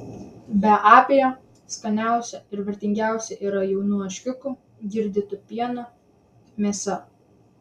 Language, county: Lithuanian, Vilnius